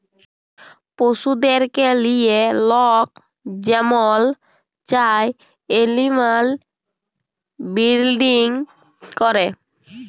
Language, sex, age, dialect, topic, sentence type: Bengali, female, 18-24, Jharkhandi, agriculture, statement